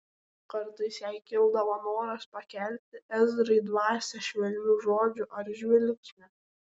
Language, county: Lithuanian, Šiauliai